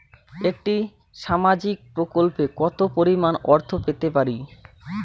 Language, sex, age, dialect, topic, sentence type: Bengali, male, 25-30, Rajbangshi, banking, question